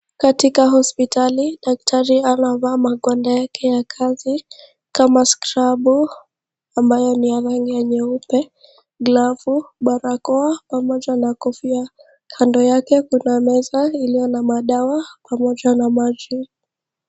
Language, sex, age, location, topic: Swahili, female, 25-35, Kisii, health